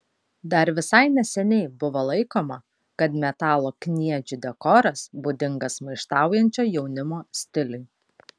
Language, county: Lithuanian, Kaunas